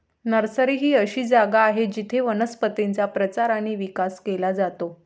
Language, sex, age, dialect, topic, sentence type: Marathi, female, 25-30, Varhadi, agriculture, statement